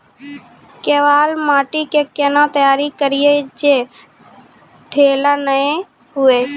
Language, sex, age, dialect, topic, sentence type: Maithili, female, 18-24, Angika, agriculture, question